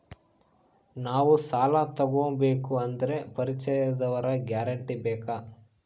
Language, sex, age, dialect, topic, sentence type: Kannada, male, 25-30, Central, banking, question